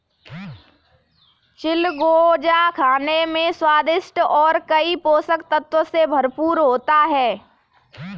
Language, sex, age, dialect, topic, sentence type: Hindi, female, 18-24, Kanauji Braj Bhasha, agriculture, statement